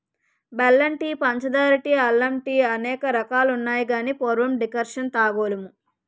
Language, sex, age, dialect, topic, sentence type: Telugu, female, 18-24, Utterandhra, agriculture, statement